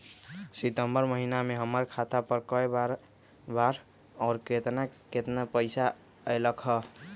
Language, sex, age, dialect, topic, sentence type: Magahi, male, 25-30, Western, banking, question